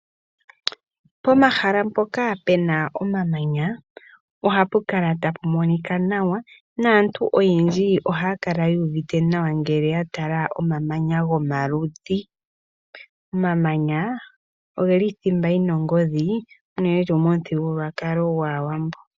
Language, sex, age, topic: Oshiwambo, female, 18-24, agriculture